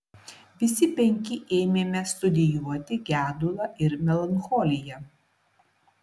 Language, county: Lithuanian, Klaipėda